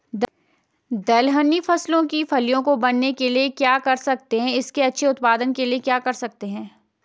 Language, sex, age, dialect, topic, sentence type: Hindi, female, 18-24, Garhwali, agriculture, question